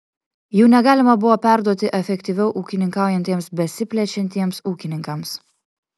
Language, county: Lithuanian, Kaunas